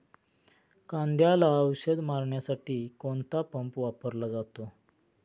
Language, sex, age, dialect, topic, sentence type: Marathi, male, 25-30, Standard Marathi, agriculture, question